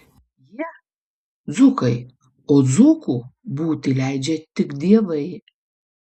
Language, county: Lithuanian, Vilnius